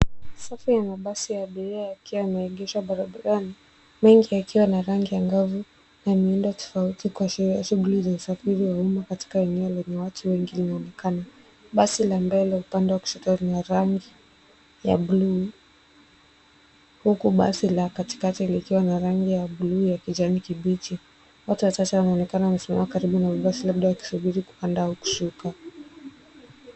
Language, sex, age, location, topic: Swahili, male, 18-24, Nairobi, government